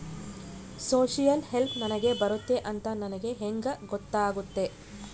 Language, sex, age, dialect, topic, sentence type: Kannada, female, 25-30, Central, banking, question